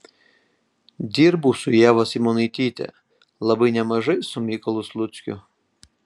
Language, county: Lithuanian, Panevėžys